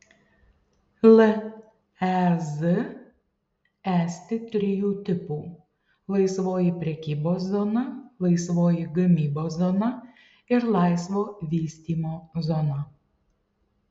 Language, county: Lithuanian, Šiauliai